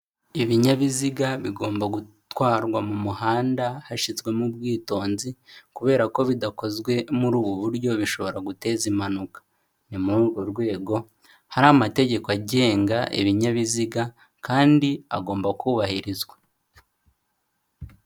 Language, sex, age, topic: Kinyarwanda, male, 18-24, government